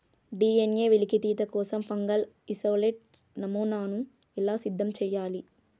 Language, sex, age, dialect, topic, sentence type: Telugu, female, 25-30, Telangana, agriculture, question